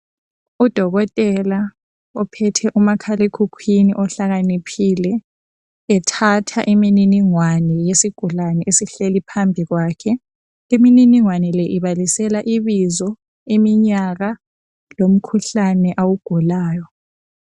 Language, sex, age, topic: North Ndebele, female, 25-35, health